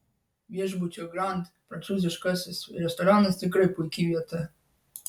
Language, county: Lithuanian, Vilnius